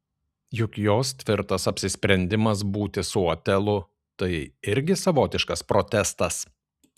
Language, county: Lithuanian, Šiauliai